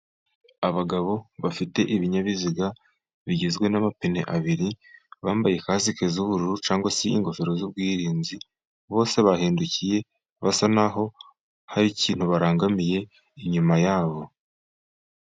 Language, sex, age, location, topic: Kinyarwanda, male, 50+, Musanze, government